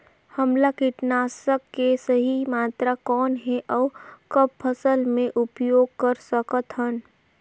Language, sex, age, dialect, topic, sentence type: Chhattisgarhi, female, 18-24, Northern/Bhandar, agriculture, question